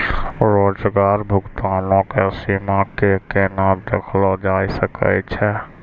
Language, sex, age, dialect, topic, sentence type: Maithili, male, 60-100, Angika, banking, statement